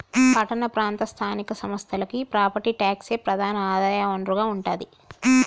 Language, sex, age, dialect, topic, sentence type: Telugu, female, 51-55, Telangana, banking, statement